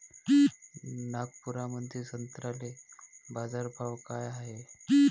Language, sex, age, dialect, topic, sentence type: Marathi, male, 25-30, Varhadi, agriculture, question